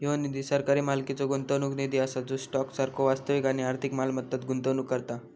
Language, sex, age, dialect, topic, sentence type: Marathi, male, 25-30, Southern Konkan, banking, statement